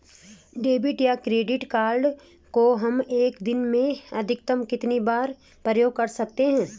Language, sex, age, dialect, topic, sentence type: Hindi, female, 36-40, Garhwali, banking, question